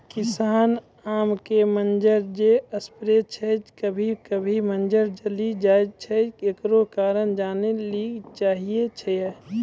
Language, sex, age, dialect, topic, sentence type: Maithili, male, 18-24, Angika, agriculture, question